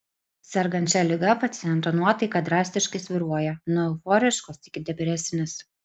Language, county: Lithuanian, Klaipėda